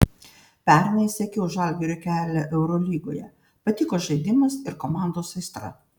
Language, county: Lithuanian, Panevėžys